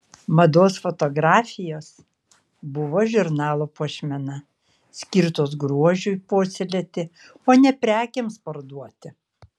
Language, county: Lithuanian, Kaunas